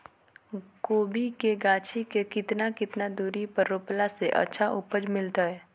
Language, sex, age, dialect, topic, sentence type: Magahi, female, 18-24, Southern, agriculture, question